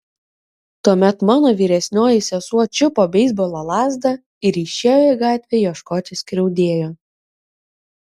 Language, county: Lithuanian, Kaunas